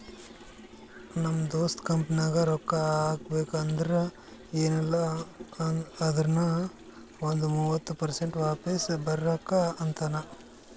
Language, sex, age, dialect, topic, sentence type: Kannada, male, 25-30, Northeastern, banking, statement